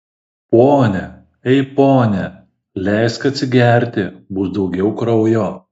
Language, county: Lithuanian, Šiauliai